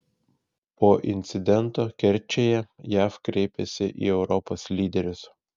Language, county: Lithuanian, Šiauliai